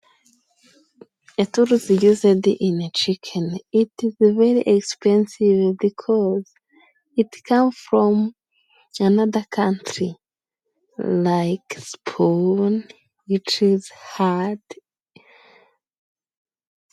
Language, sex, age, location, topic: Kinyarwanda, female, 25-35, Musanze, finance